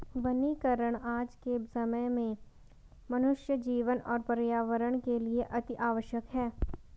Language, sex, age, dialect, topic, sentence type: Hindi, female, 18-24, Garhwali, agriculture, statement